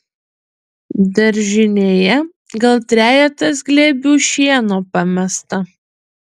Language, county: Lithuanian, Utena